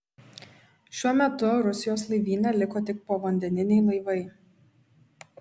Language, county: Lithuanian, Šiauliai